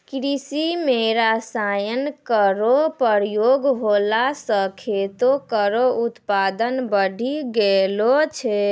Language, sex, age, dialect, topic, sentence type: Maithili, female, 56-60, Angika, agriculture, statement